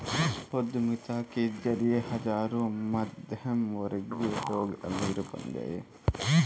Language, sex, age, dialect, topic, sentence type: Hindi, male, 18-24, Kanauji Braj Bhasha, banking, statement